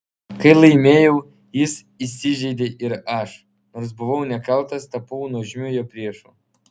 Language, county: Lithuanian, Vilnius